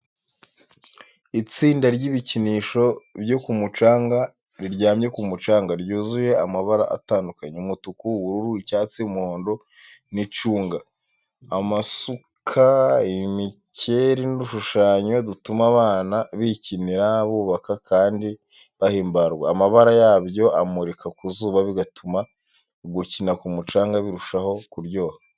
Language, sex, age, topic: Kinyarwanda, male, 25-35, education